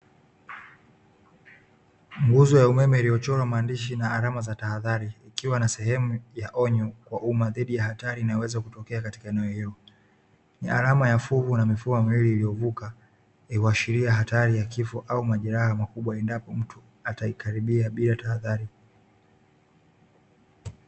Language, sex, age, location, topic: Swahili, male, 25-35, Dar es Salaam, government